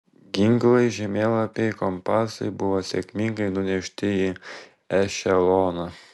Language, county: Lithuanian, Vilnius